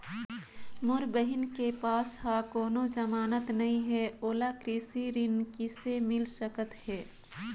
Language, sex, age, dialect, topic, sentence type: Chhattisgarhi, female, 25-30, Northern/Bhandar, agriculture, statement